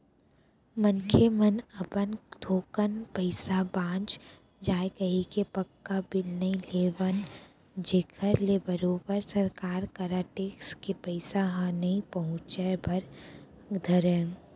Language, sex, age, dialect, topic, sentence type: Chhattisgarhi, female, 18-24, Central, banking, statement